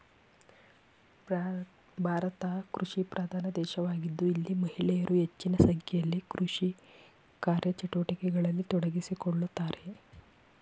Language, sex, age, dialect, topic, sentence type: Kannada, female, 25-30, Mysore Kannada, agriculture, statement